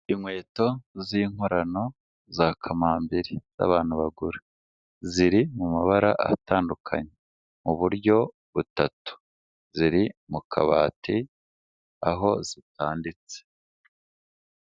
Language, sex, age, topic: Kinyarwanda, male, 36-49, finance